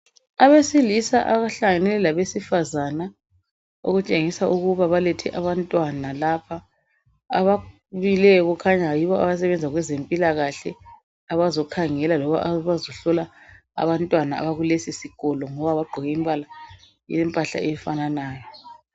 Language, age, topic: North Ndebele, 36-49, health